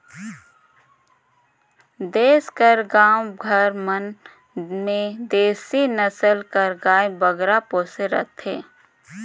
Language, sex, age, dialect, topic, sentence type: Chhattisgarhi, female, 31-35, Northern/Bhandar, agriculture, statement